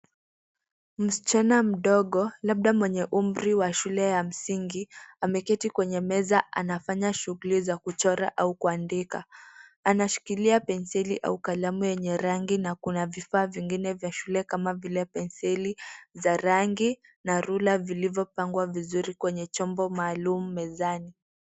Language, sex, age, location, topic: Swahili, female, 18-24, Nairobi, education